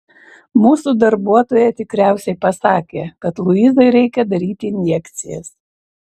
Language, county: Lithuanian, Kaunas